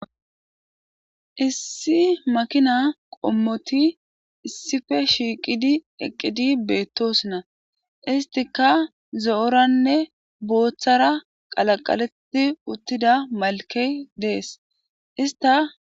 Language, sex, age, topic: Gamo, female, 25-35, government